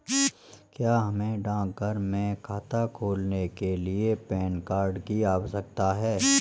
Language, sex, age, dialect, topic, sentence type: Hindi, male, 31-35, Marwari Dhudhari, banking, question